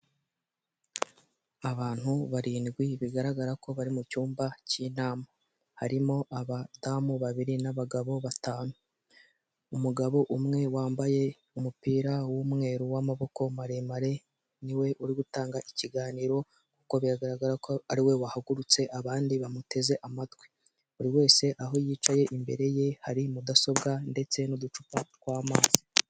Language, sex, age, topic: Kinyarwanda, male, 18-24, government